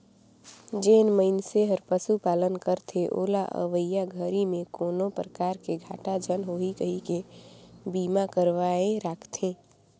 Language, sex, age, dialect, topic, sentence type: Chhattisgarhi, female, 18-24, Northern/Bhandar, banking, statement